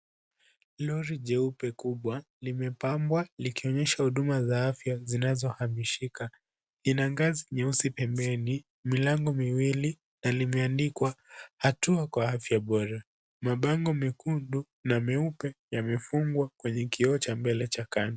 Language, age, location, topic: Swahili, 18-24, Nairobi, health